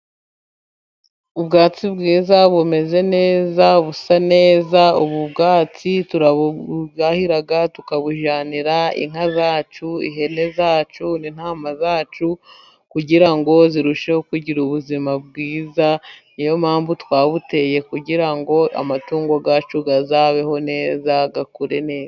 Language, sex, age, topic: Kinyarwanda, female, 25-35, agriculture